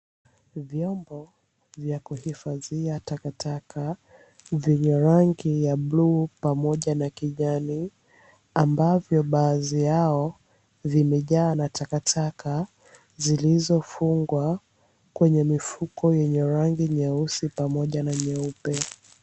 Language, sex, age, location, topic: Swahili, female, 25-35, Dar es Salaam, government